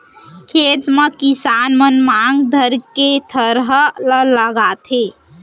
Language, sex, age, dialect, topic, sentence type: Chhattisgarhi, female, 18-24, Central, agriculture, statement